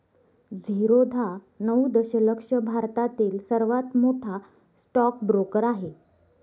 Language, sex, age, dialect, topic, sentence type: Marathi, female, 25-30, Northern Konkan, banking, statement